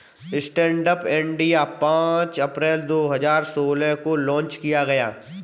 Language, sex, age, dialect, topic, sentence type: Hindi, male, 25-30, Kanauji Braj Bhasha, banking, statement